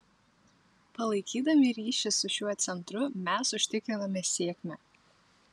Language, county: Lithuanian, Vilnius